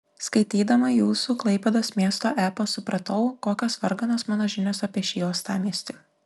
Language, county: Lithuanian, Klaipėda